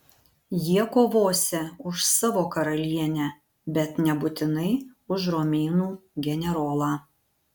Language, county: Lithuanian, Panevėžys